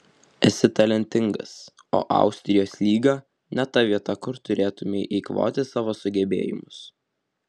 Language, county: Lithuanian, Vilnius